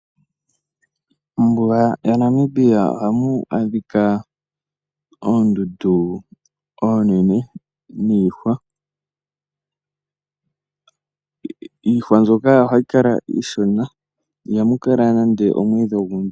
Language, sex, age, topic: Oshiwambo, male, 18-24, agriculture